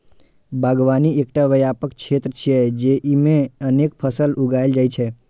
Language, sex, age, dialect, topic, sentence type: Maithili, male, 51-55, Eastern / Thethi, agriculture, statement